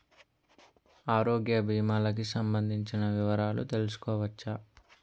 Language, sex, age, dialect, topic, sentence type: Telugu, male, 18-24, Utterandhra, banking, question